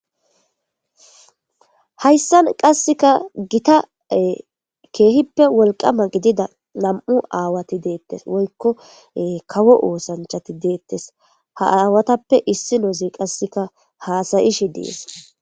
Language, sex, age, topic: Gamo, female, 25-35, government